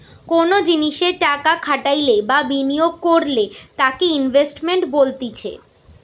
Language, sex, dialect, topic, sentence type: Bengali, female, Western, banking, statement